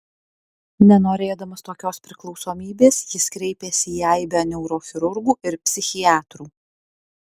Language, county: Lithuanian, Alytus